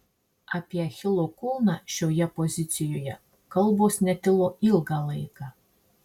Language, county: Lithuanian, Marijampolė